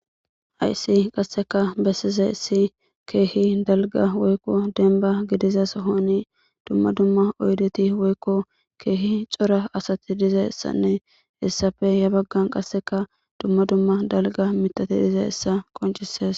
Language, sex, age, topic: Gamo, female, 18-24, government